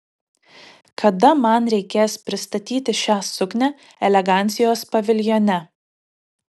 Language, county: Lithuanian, Kaunas